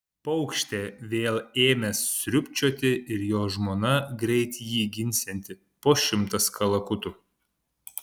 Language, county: Lithuanian, Panevėžys